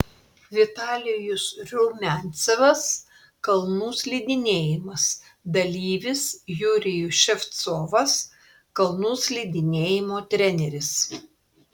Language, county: Lithuanian, Klaipėda